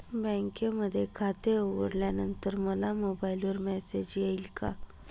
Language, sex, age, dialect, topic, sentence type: Marathi, female, 18-24, Northern Konkan, banking, question